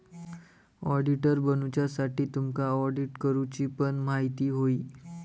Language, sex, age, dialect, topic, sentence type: Marathi, male, 46-50, Southern Konkan, banking, statement